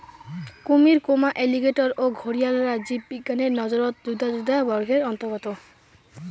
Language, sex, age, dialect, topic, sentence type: Bengali, male, 18-24, Rajbangshi, agriculture, statement